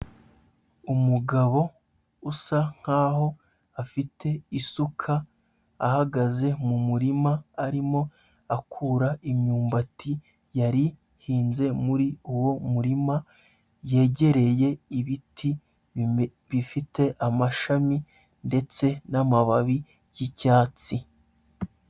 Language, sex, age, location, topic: Kinyarwanda, male, 25-35, Huye, agriculture